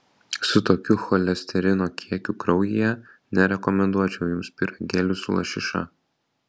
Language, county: Lithuanian, Kaunas